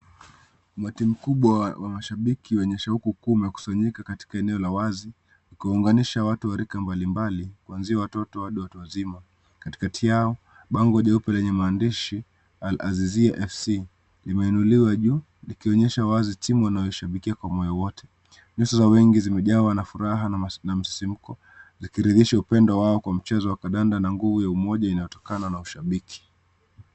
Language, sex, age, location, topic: Swahili, male, 25-35, Nakuru, government